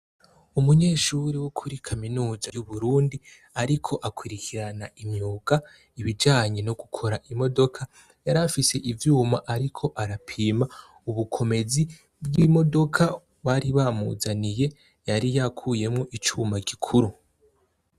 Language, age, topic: Rundi, 18-24, education